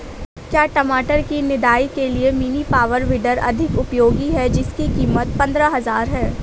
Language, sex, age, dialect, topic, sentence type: Hindi, female, 18-24, Awadhi Bundeli, agriculture, question